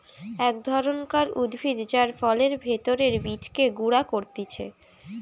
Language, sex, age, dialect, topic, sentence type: Bengali, female, <18, Western, agriculture, statement